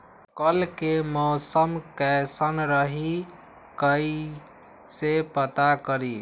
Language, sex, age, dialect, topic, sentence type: Magahi, male, 18-24, Western, agriculture, question